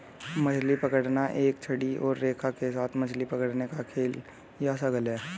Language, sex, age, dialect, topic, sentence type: Hindi, male, 18-24, Hindustani Malvi Khadi Boli, agriculture, statement